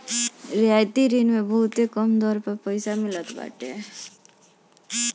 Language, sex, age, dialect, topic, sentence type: Bhojpuri, female, 31-35, Northern, banking, statement